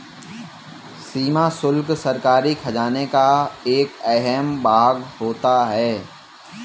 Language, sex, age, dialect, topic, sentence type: Hindi, male, 18-24, Kanauji Braj Bhasha, banking, statement